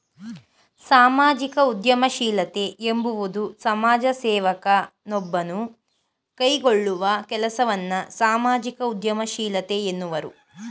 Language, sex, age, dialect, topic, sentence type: Kannada, female, 31-35, Mysore Kannada, banking, statement